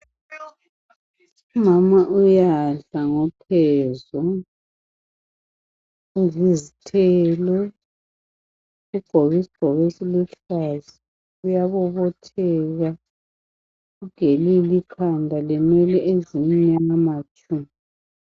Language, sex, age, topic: North Ndebele, female, 50+, health